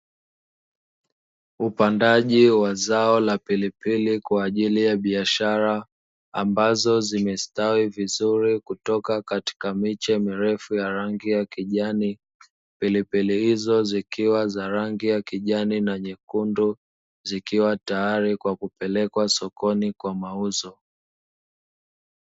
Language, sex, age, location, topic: Swahili, male, 25-35, Dar es Salaam, agriculture